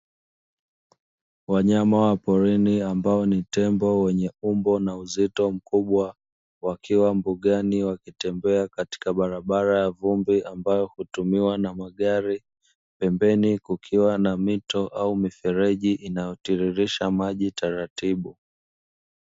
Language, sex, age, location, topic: Swahili, male, 25-35, Dar es Salaam, agriculture